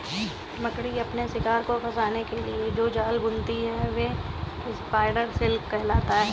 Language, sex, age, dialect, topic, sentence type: Hindi, female, 60-100, Kanauji Braj Bhasha, agriculture, statement